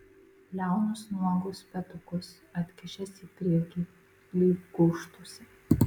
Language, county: Lithuanian, Marijampolė